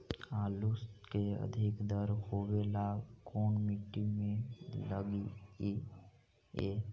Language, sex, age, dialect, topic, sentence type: Magahi, female, 25-30, Central/Standard, agriculture, question